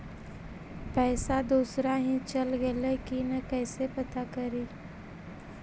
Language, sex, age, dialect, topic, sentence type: Magahi, female, 18-24, Central/Standard, banking, question